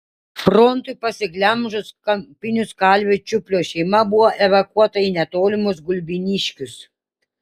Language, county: Lithuanian, Šiauliai